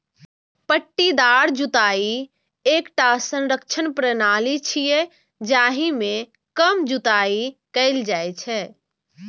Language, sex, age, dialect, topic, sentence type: Maithili, female, 25-30, Eastern / Thethi, agriculture, statement